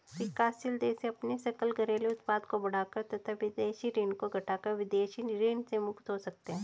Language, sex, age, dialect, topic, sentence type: Hindi, female, 36-40, Hindustani Malvi Khadi Boli, banking, statement